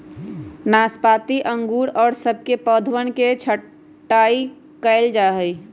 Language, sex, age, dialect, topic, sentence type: Magahi, female, 31-35, Western, agriculture, statement